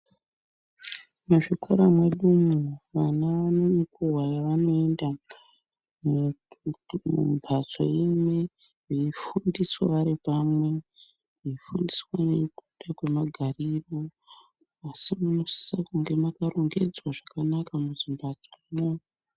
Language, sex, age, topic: Ndau, male, 50+, education